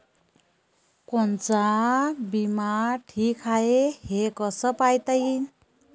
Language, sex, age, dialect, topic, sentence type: Marathi, female, 31-35, Varhadi, banking, question